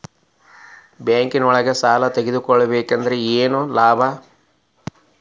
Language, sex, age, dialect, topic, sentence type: Kannada, male, 36-40, Dharwad Kannada, banking, question